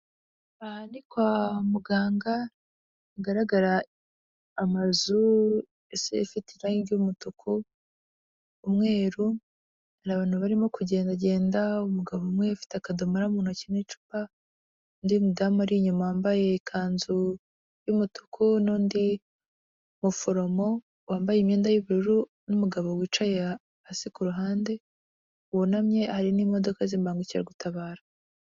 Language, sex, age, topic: Kinyarwanda, female, 25-35, government